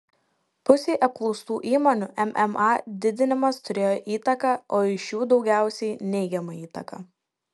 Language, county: Lithuanian, Šiauliai